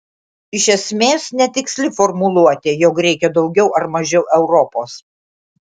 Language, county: Lithuanian, Klaipėda